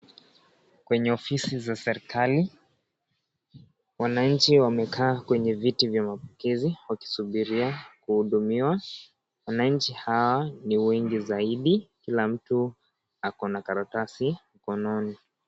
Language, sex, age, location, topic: Swahili, male, 18-24, Kisii, government